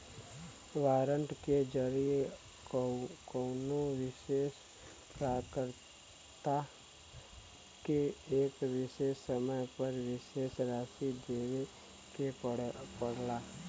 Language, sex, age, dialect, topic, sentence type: Bhojpuri, male, <18, Western, banking, statement